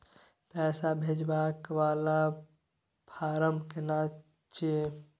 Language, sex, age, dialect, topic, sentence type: Maithili, male, 51-55, Bajjika, banking, question